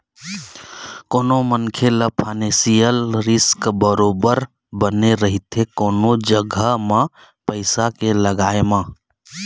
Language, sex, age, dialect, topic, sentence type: Chhattisgarhi, male, 31-35, Eastern, banking, statement